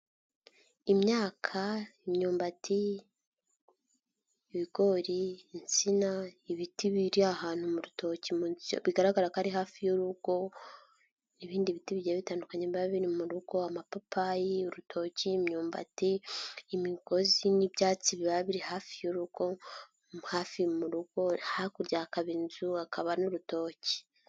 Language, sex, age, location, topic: Kinyarwanda, female, 18-24, Nyagatare, agriculture